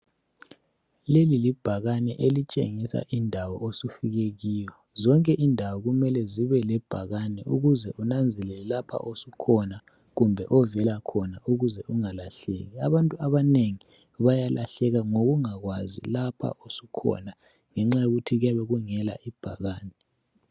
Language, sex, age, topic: North Ndebele, male, 18-24, health